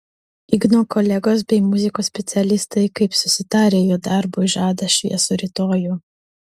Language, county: Lithuanian, Utena